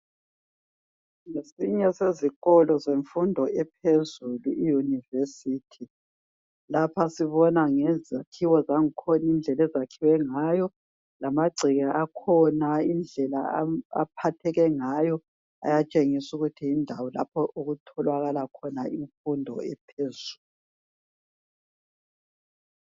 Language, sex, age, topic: North Ndebele, female, 50+, education